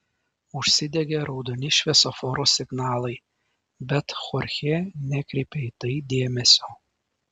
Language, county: Lithuanian, Šiauliai